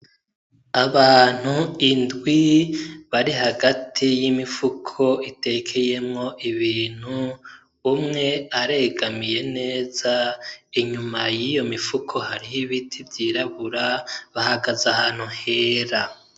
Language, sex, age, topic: Rundi, male, 25-35, agriculture